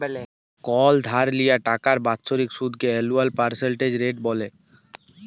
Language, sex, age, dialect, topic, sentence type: Bengali, male, 18-24, Jharkhandi, banking, statement